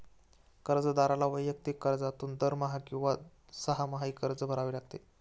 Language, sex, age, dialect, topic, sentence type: Marathi, male, 18-24, Standard Marathi, banking, statement